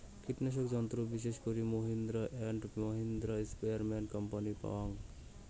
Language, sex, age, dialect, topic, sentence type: Bengali, male, 18-24, Rajbangshi, agriculture, statement